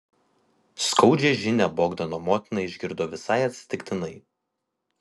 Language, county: Lithuanian, Vilnius